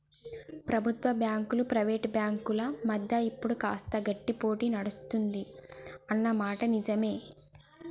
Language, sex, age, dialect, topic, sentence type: Telugu, female, 25-30, Telangana, banking, statement